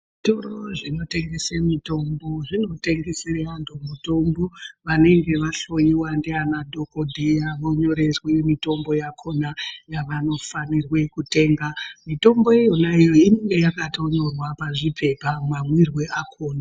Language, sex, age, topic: Ndau, female, 36-49, health